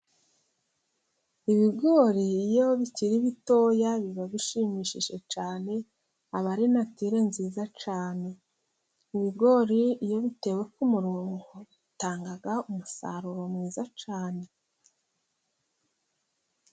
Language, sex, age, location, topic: Kinyarwanda, female, 36-49, Musanze, agriculture